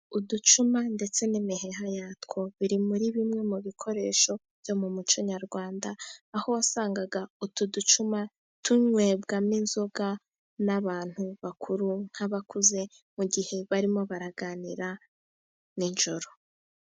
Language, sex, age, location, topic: Kinyarwanda, female, 18-24, Musanze, government